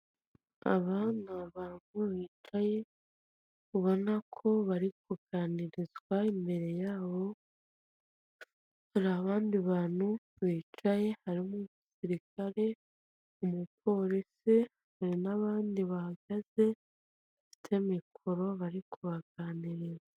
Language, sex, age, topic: Kinyarwanda, female, 25-35, government